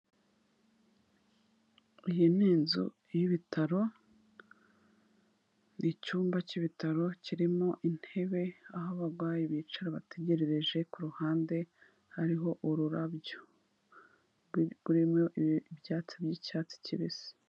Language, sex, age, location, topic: Kinyarwanda, female, 25-35, Kigali, health